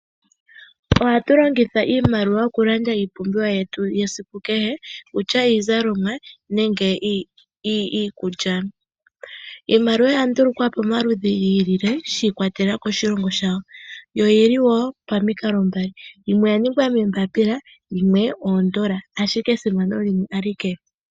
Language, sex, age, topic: Oshiwambo, female, 18-24, finance